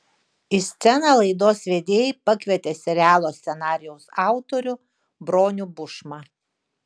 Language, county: Lithuanian, Kaunas